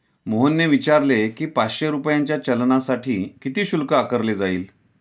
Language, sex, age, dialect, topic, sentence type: Marathi, male, 51-55, Standard Marathi, banking, statement